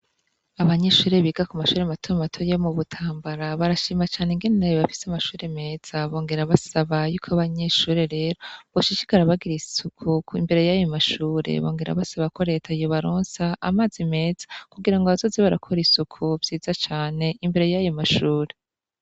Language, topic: Rundi, education